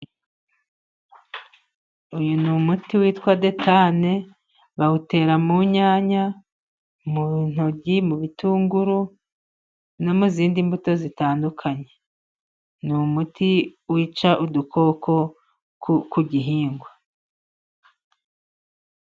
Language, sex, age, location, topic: Kinyarwanda, female, 50+, Musanze, agriculture